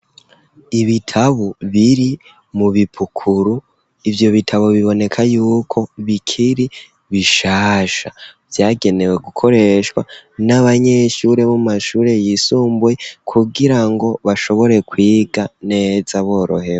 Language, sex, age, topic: Rundi, female, 25-35, education